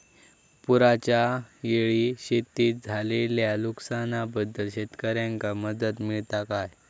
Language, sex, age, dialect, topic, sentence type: Marathi, male, 18-24, Southern Konkan, agriculture, question